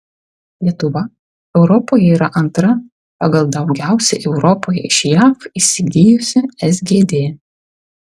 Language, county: Lithuanian, Vilnius